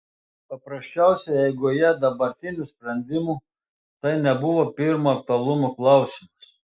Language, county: Lithuanian, Telšiai